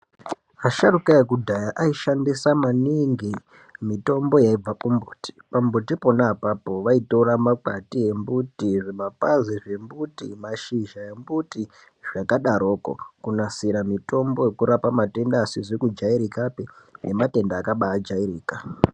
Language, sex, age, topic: Ndau, male, 18-24, health